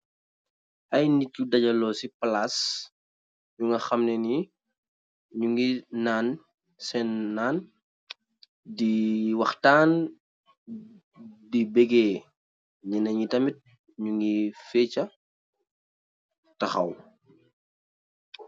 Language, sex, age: Wolof, male, 18-24